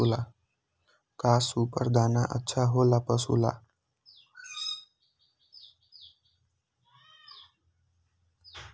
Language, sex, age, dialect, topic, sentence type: Magahi, male, 18-24, Western, agriculture, question